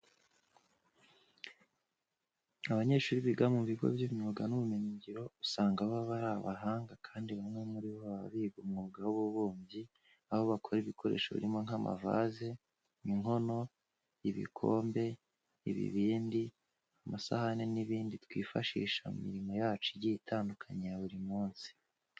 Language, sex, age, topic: Kinyarwanda, male, 18-24, education